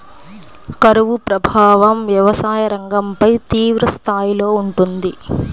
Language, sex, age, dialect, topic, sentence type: Telugu, female, 25-30, Central/Coastal, agriculture, statement